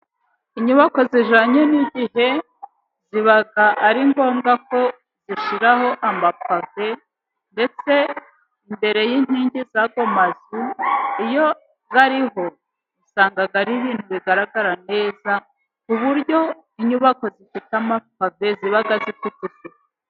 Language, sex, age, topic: Kinyarwanda, female, 36-49, finance